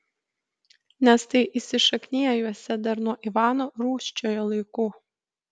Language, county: Lithuanian, Kaunas